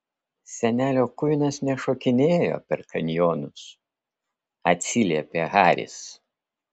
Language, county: Lithuanian, Vilnius